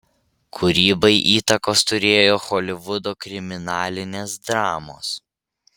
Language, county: Lithuanian, Vilnius